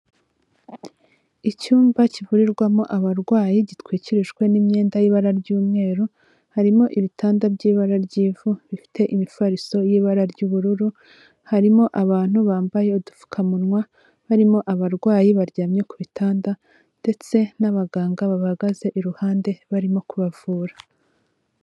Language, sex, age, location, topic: Kinyarwanda, female, 25-35, Kigali, health